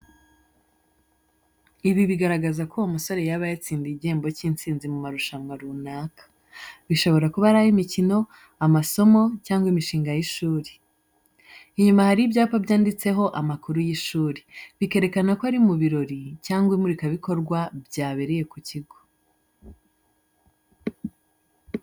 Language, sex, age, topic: Kinyarwanda, female, 25-35, education